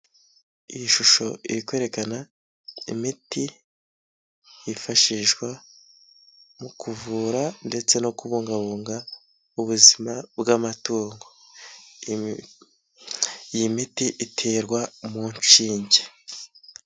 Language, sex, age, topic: Kinyarwanda, male, 25-35, agriculture